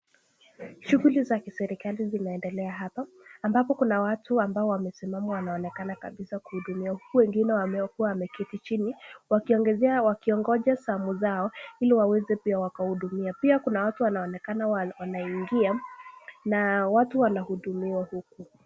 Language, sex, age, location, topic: Swahili, male, 18-24, Nakuru, government